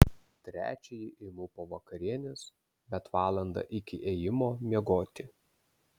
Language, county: Lithuanian, Vilnius